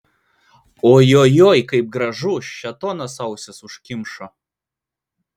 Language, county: Lithuanian, Vilnius